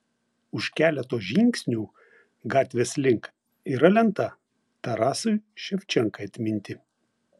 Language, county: Lithuanian, Vilnius